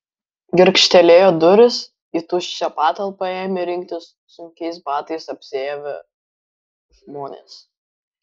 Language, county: Lithuanian, Kaunas